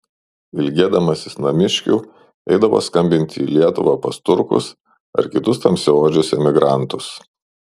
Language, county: Lithuanian, Šiauliai